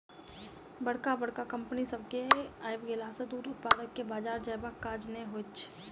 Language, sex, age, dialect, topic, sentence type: Maithili, female, 25-30, Southern/Standard, agriculture, statement